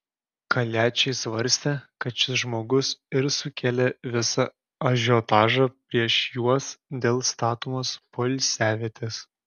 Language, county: Lithuanian, Klaipėda